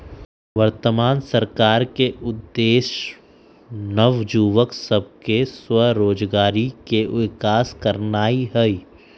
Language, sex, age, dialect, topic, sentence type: Magahi, male, 25-30, Western, banking, statement